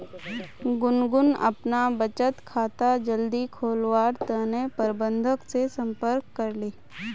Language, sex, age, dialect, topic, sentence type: Magahi, female, 25-30, Northeastern/Surjapuri, banking, statement